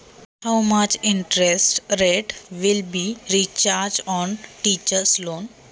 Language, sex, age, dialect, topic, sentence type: Marathi, female, 18-24, Standard Marathi, banking, question